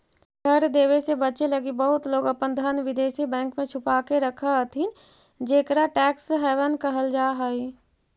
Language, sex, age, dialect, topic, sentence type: Magahi, female, 51-55, Central/Standard, banking, statement